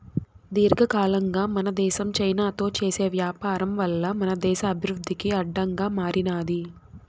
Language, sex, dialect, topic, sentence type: Telugu, female, Southern, banking, statement